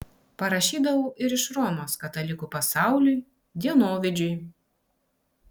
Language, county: Lithuanian, Panevėžys